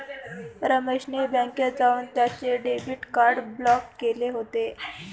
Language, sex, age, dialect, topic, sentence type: Marathi, female, 25-30, Northern Konkan, banking, statement